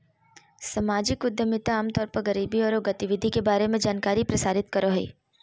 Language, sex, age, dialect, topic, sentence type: Magahi, female, 31-35, Southern, banking, statement